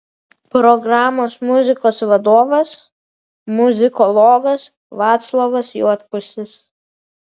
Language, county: Lithuanian, Vilnius